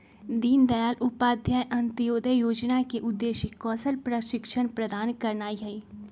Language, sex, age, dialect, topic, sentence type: Magahi, female, 25-30, Western, banking, statement